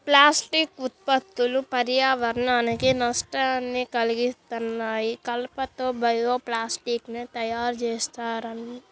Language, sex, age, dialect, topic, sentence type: Telugu, male, 25-30, Central/Coastal, agriculture, statement